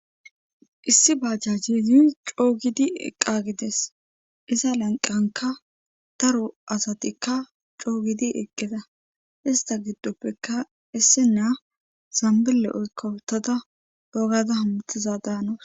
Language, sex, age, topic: Gamo, female, 25-35, government